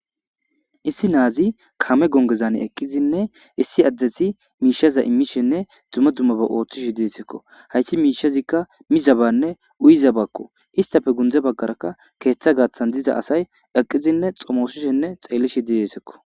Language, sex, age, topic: Gamo, male, 25-35, government